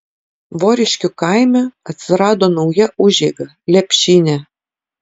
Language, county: Lithuanian, Utena